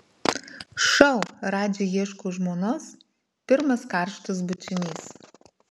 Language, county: Lithuanian, Marijampolė